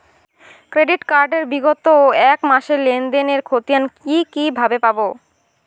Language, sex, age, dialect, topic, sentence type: Bengali, female, 18-24, Rajbangshi, banking, question